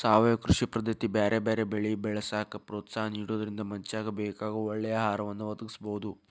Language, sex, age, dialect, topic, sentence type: Kannada, male, 18-24, Dharwad Kannada, agriculture, statement